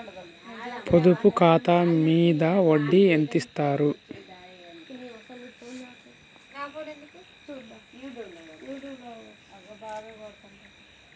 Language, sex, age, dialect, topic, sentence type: Telugu, male, 31-35, Telangana, banking, question